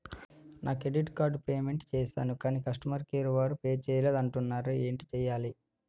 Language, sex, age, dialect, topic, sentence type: Telugu, male, 25-30, Utterandhra, banking, question